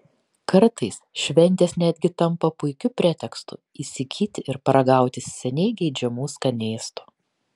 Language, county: Lithuanian, Kaunas